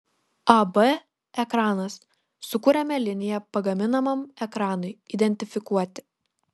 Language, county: Lithuanian, Kaunas